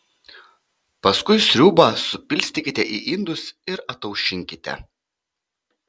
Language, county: Lithuanian, Panevėžys